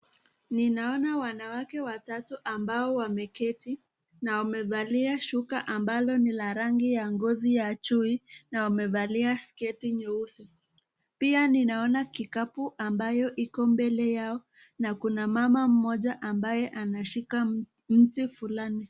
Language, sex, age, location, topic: Swahili, female, 18-24, Nakuru, health